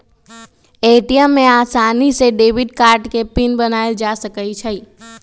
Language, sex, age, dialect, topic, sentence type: Magahi, female, 31-35, Western, banking, statement